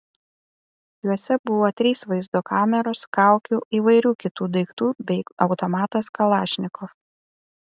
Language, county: Lithuanian, Vilnius